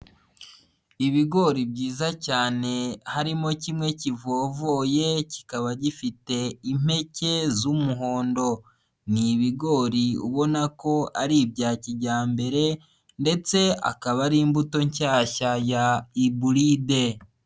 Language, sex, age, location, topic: Kinyarwanda, female, 18-24, Nyagatare, agriculture